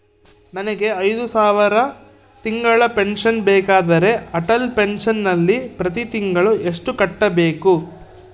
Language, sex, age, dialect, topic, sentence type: Kannada, male, 18-24, Central, banking, question